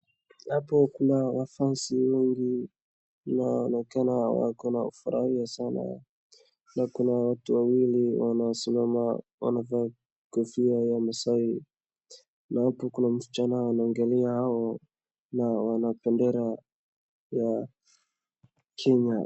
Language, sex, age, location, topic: Swahili, male, 18-24, Wajir, government